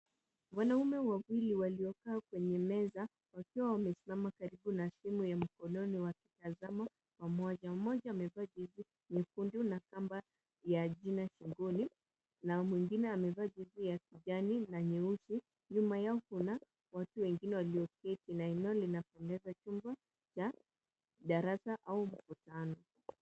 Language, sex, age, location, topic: Swahili, female, 18-24, Nairobi, education